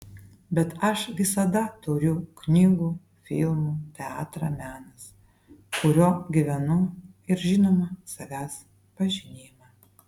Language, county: Lithuanian, Vilnius